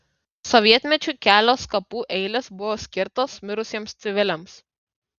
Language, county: Lithuanian, Kaunas